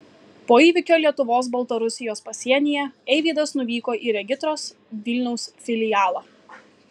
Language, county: Lithuanian, Kaunas